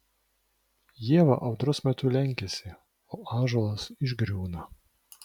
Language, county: Lithuanian, Vilnius